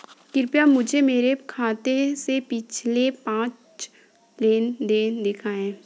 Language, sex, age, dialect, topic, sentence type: Hindi, female, 18-24, Kanauji Braj Bhasha, banking, statement